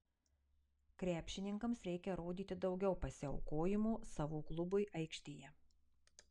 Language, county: Lithuanian, Marijampolė